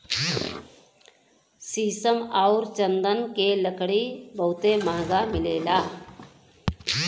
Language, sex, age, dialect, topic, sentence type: Bhojpuri, female, 18-24, Western, agriculture, statement